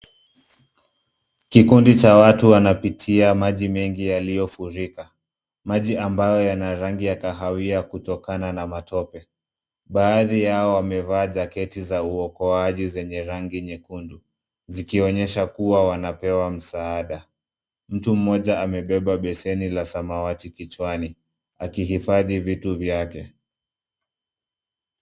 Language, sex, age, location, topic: Swahili, male, 25-35, Nairobi, health